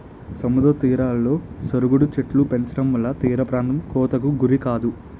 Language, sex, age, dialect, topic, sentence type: Telugu, male, 18-24, Utterandhra, agriculture, statement